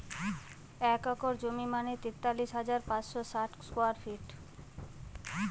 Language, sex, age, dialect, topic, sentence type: Bengali, female, 31-35, Jharkhandi, agriculture, statement